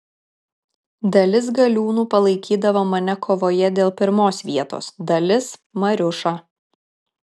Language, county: Lithuanian, Kaunas